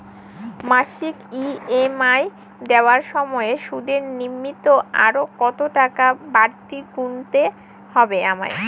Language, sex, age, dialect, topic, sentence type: Bengali, female, 18-24, Northern/Varendri, banking, question